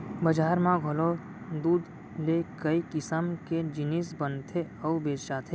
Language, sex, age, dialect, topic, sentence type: Chhattisgarhi, male, 18-24, Central, agriculture, statement